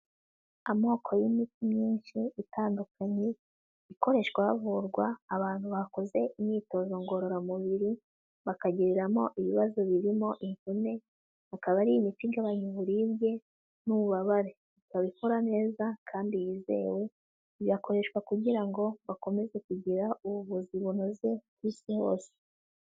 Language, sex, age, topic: Kinyarwanda, female, 18-24, health